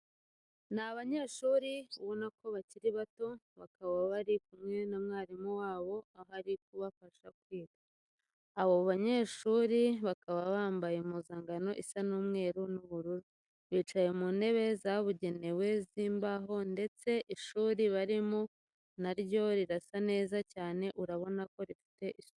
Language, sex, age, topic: Kinyarwanda, female, 25-35, education